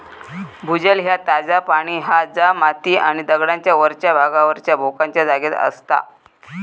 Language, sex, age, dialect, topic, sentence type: Marathi, female, 41-45, Southern Konkan, agriculture, statement